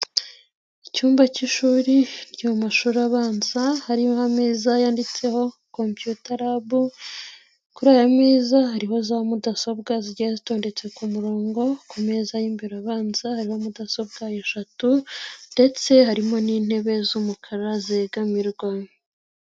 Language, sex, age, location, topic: Kinyarwanda, female, 18-24, Nyagatare, education